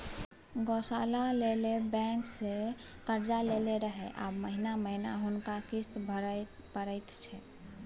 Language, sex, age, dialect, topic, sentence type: Maithili, female, 18-24, Bajjika, banking, statement